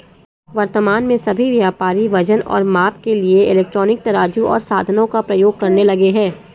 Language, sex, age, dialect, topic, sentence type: Hindi, female, 60-100, Marwari Dhudhari, agriculture, statement